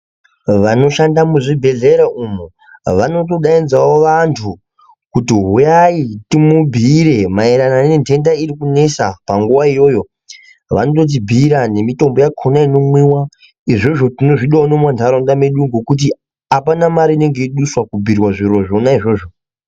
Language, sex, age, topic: Ndau, male, 18-24, health